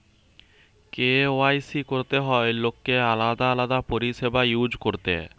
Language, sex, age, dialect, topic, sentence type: Bengali, male, 18-24, Western, banking, statement